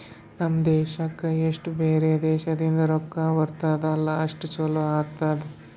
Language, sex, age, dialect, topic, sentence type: Kannada, male, 18-24, Northeastern, banking, statement